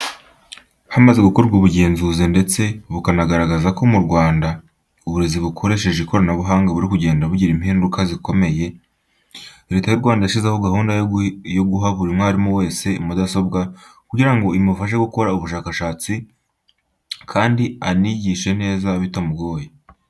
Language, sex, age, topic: Kinyarwanda, male, 18-24, education